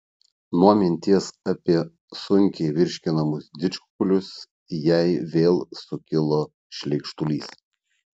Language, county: Lithuanian, Šiauliai